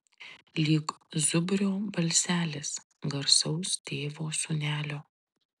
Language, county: Lithuanian, Tauragė